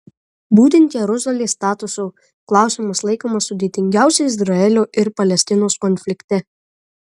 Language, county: Lithuanian, Marijampolė